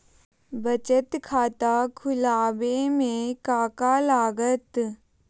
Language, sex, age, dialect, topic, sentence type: Magahi, female, 18-24, Southern, banking, question